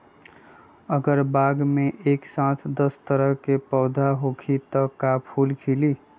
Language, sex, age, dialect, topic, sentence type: Magahi, male, 25-30, Western, agriculture, question